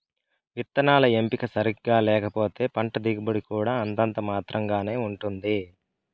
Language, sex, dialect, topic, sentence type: Telugu, male, Southern, agriculture, statement